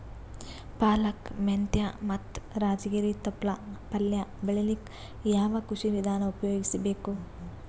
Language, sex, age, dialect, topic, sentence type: Kannada, female, 18-24, Northeastern, agriculture, question